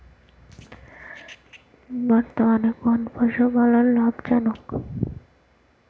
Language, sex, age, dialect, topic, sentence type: Bengali, female, 18-24, Northern/Varendri, agriculture, question